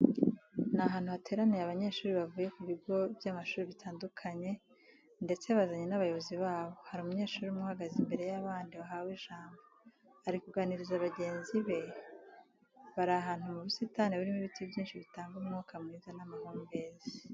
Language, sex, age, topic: Kinyarwanda, female, 36-49, education